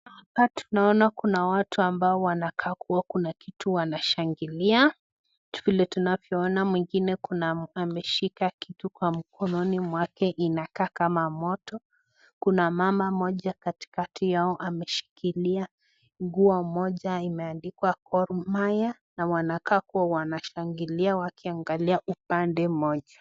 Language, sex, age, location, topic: Swahili, female, 18-24, Nakuru, government